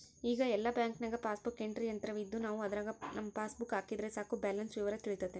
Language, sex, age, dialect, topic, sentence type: Kannada, male, 18-24, Central, banking, statement